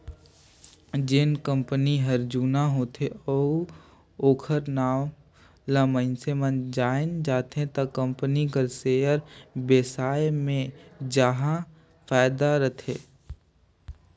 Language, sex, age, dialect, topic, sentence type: Chhattisgarhi, male, 18-24, Northern/Bhandar, banking, statement